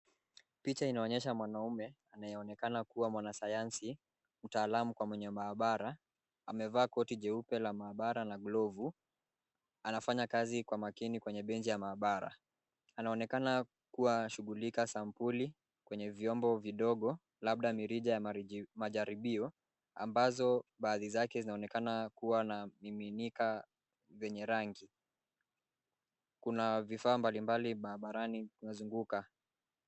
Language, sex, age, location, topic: Swahili, male, 18-24, Mombasa, health